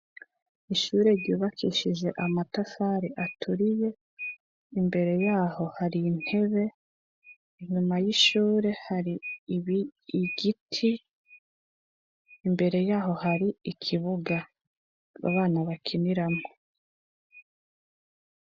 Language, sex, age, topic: Rundi, female, 25-35, education